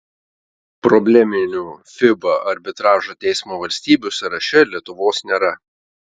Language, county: Lithuanian, Telšiai